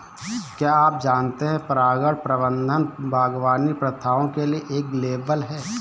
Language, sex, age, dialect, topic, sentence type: Hindi, male, 25-30, Awadhi Bundeli, agriculture, statement